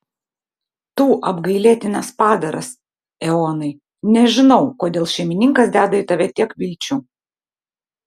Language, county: Lithuanian, Vilnius